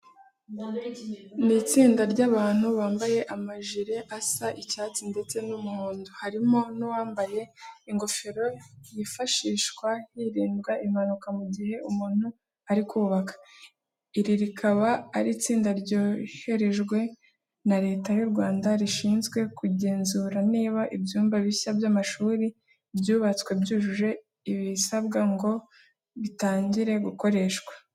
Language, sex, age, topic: Kinyarwanda, female, 18-24, education